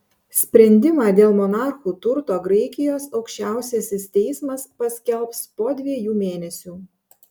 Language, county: Lithuanian, Panevėžys